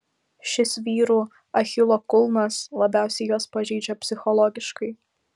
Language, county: Lithuanian, Vilnius